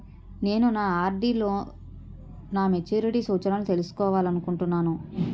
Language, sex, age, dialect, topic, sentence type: Telugu, female, 31-35, Utterandhra, banking, statement